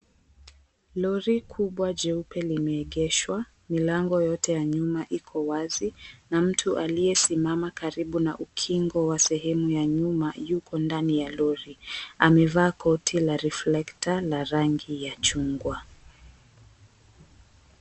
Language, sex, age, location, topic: Swahili, female, 18-24, Mombasa, government